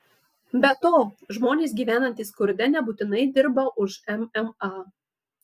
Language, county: Lithuanian, Marijampolė